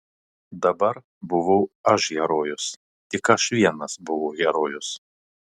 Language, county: Lithuanian, Panevėžys